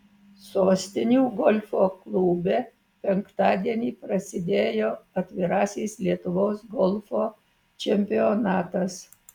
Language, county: Lithuanian, Vilnius